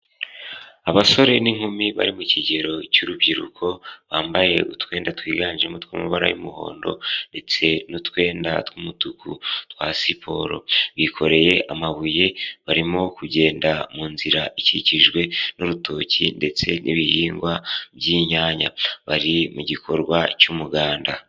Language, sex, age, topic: Kinyarwanda, male, 18-24, government